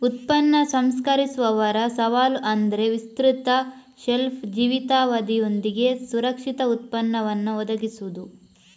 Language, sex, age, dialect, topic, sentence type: Kannada, female, 25-30, Coastal/Dakshin, agriculture, statement